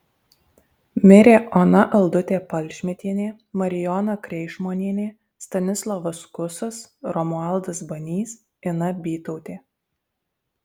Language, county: Lithuanian, Alytus